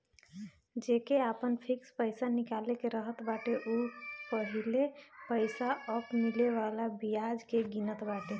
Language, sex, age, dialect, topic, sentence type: Bhojpuri, female, 25-30, Northern, banking, statement